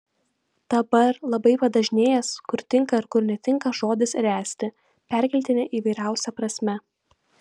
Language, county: Lithuanian, Vilnius